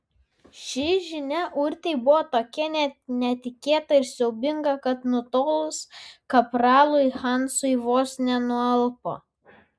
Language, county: Lithuanian, Vilnius